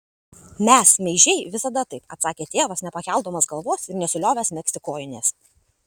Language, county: Lithuanian, Alytus